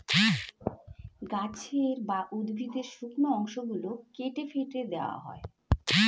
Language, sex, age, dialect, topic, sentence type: Bengali, female, 41-45, Standard Colloquial, agriculture, statement